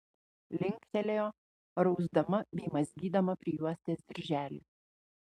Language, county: Lithuanian, Panevėžys